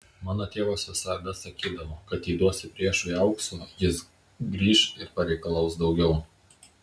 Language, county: Lithuanian, Vilnius